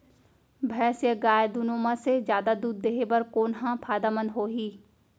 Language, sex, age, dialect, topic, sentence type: Chhattisgarhi, female, 18-24, Central, agriculture, question